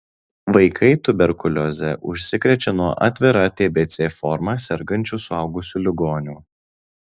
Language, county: Lithuanian, Alytus